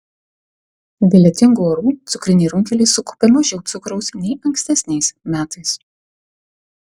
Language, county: Lithuanian, Vilnius